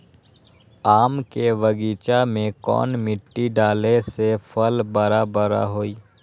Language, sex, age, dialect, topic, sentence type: Magahi, male, 18-24, Western, agriculture, question